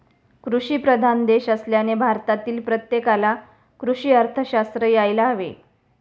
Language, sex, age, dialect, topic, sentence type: Marathi, female, 36-40, Standard Marathi, banking, statement